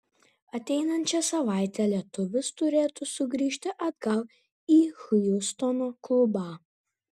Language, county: Lithuanian, Kaunas